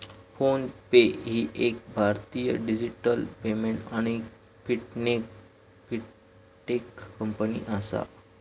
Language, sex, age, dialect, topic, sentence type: Marathi, male, 25-30, Southern Konkan, banking, statement